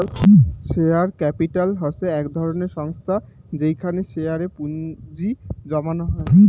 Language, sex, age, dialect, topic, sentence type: Bengali, male, 18-24, Rajbangshi, banking, statement